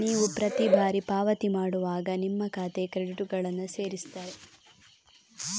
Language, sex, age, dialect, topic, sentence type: Kannada, female, 18-24, Coastal/Dakshin, banking, statement